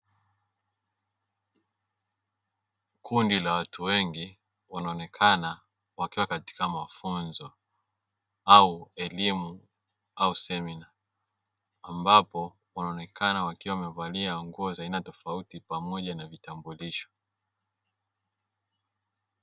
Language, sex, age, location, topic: Swahili, male, 18-24, Dar es Salaam, education